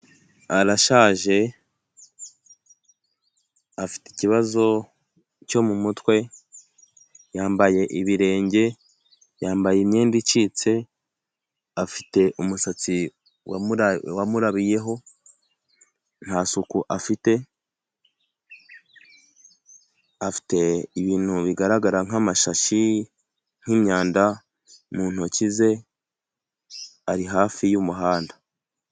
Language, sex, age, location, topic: Kinyarwanda, male, 18-24, Huye, health